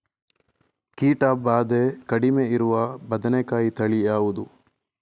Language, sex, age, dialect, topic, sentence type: Kannada, male, 25-30, Coastal/Dakshin, agriculture, question